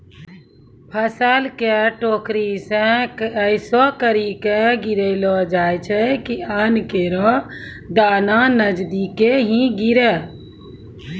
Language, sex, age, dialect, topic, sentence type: Maithili, female, 41-45, Angika, agriculture, statement